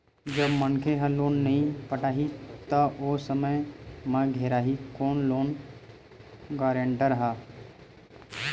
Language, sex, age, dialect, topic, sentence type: Chhattisgarhi, male, 18-24, Western/Budati/Khatahi, banking, statement